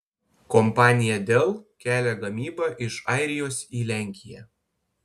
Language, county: Lithuanian, Panevėžys